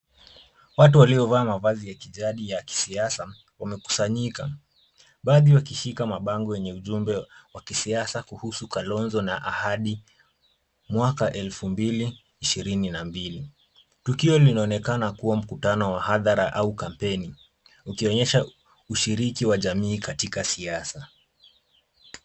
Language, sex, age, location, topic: Swahili, male, 18-24, Kisumu, government